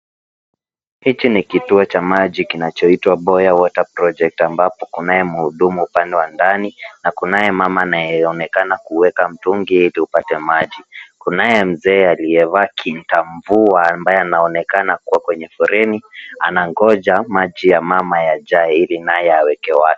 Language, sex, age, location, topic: Swahili, male, 18-24, Kisii, health